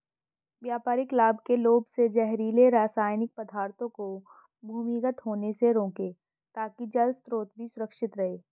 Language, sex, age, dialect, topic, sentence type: Hindi, female, 31-35, Hindustani Malvi Khadi Boli, agriculture, statement